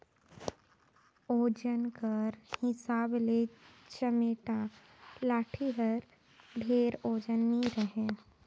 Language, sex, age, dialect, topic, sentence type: Chhattisgarhi, female, 25-30, Northern/Bhandar, agriculture, statement